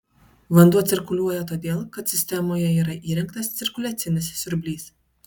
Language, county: Lithuanian, Vilnius